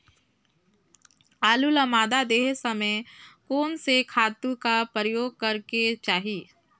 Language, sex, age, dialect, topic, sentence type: Chhattisgarhi, female, 56-60, Northern/Bhandar, agriculture, question